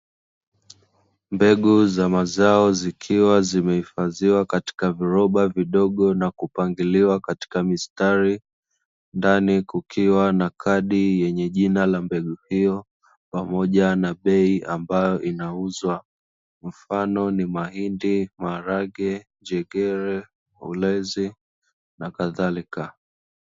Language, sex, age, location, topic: Swahili, male, 25-35, Dar es Salaam, agriculture